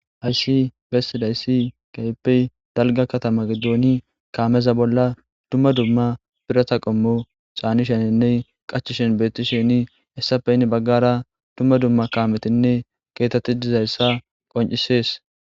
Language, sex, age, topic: Gamo, male, 18-24, government